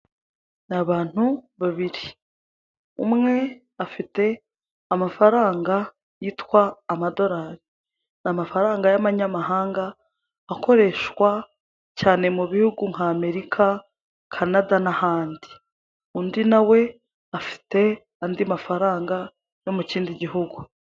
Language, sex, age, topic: Kinyarwanda, female, 25-35, finance